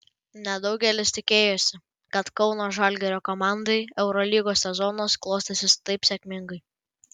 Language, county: Lithuanian, Panevėžys